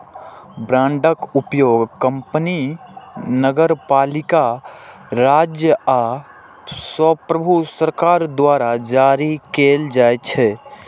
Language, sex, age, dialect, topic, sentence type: Maithili, male, 60-100, Eastern / Thethi, banking, statement